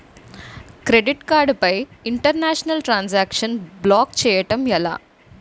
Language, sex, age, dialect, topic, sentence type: Telugu, female, 18-24, Utterandhra, banking, question